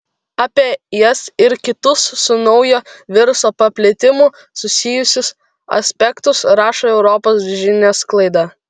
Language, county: Lithuanian, Vilnius